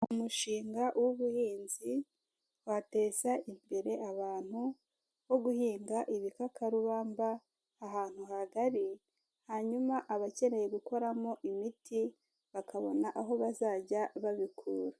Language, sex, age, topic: Kinyarwanda, female, 50+, health